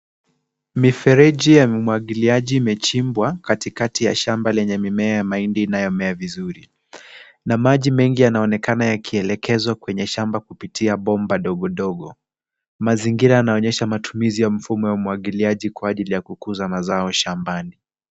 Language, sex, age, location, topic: Swahili, male, 25-35, Nairobi, agriculture